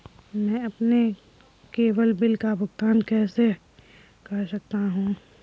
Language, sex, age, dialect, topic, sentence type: Hindi, female, 18-24, Kanauji Braj Bhasha, banking, question